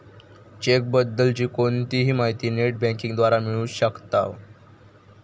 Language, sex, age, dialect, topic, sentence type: Marathi, male, 18-24, Southern Konkan, banking, statement